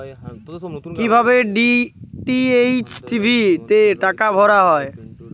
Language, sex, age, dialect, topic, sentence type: Bengali, male, 18-24, Western, banking, question